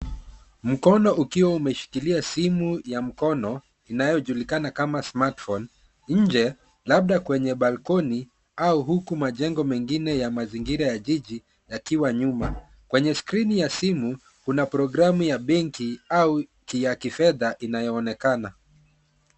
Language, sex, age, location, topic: Swahili, male, 36-49, Kisumu, finance